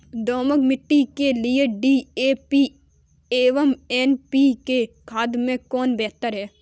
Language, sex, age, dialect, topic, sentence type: Hindi, female, 18-24, Kanauji Braj Bhasha, agriculture, question